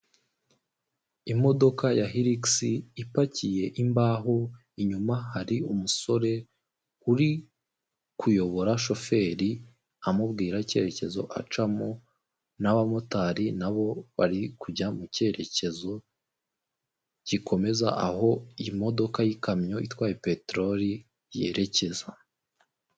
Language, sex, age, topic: Kinyarwanda, male, 18-24, government